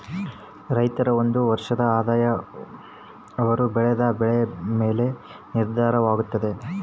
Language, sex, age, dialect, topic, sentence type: Kannada, male, 18-24, Central, banking, statement